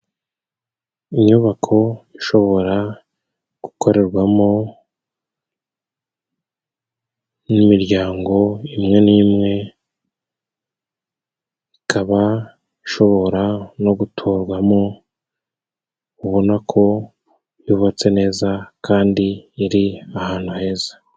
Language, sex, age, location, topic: Kinyarwanda, male, 36-49, Musanze, finance